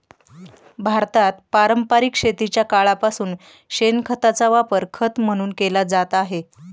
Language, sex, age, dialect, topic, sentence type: Marathi, female, 31-35, Standard Marathi, agriculture, statement